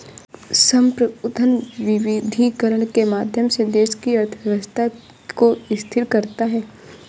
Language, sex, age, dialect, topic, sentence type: Hindi, female, 51-55, Awadhi Bundeli, banking, statement